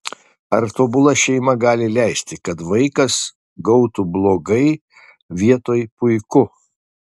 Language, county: Lithuanian, Šiauliai